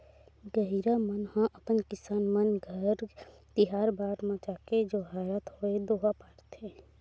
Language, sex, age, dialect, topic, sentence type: Chhattisgarhi, female, 18-24, Western/Budati/Khatahi, agriculture, statement